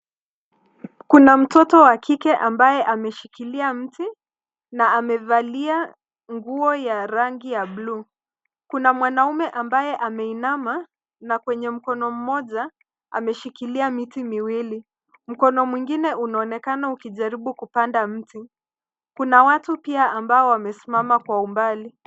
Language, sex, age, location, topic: Swahili, female, 25-35, Nairobi, government